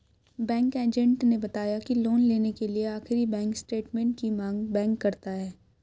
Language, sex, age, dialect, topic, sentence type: Hindi, female, 18-24, Hindustani Malvi Khadi Boli, banking, statement